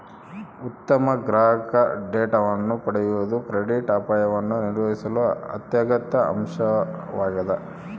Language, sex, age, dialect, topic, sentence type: Kannada, male, 31-35, Central, banking, statement